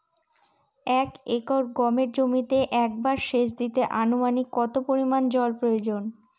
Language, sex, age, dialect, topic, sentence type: Bengali, female, 18-24, Northern/Varendri, agriculture, question